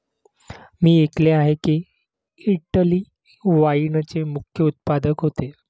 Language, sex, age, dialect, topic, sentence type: Marathi, male, 31-35, Standard Marathi, agriculture, statement